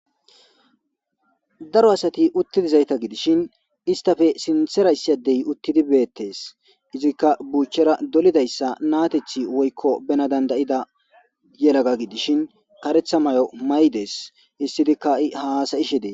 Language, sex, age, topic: Gamo, male, 25-35, government